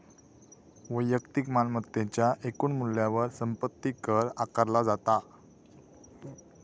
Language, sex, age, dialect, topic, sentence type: Marathi, male, 18-24, Southern Konkan, banking, statement